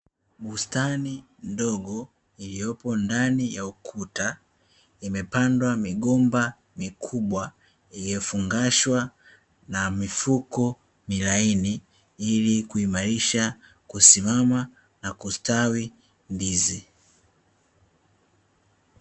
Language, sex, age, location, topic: Swahili, male, 18-24, Dar es Salaam, agriculture